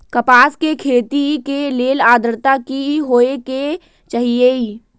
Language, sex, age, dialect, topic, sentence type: Magahi, female, 18-24, Western, agriculture, question